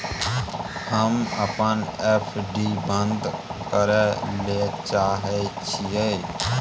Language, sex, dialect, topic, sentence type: Maithili, male, Bajjika, banking, statement